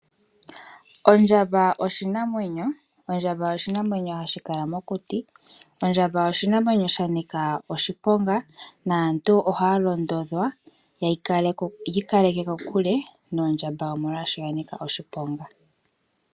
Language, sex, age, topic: Oshiwambo, female, 18-24, agriculture